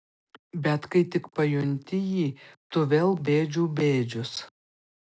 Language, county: Lithuanian, Panevėžys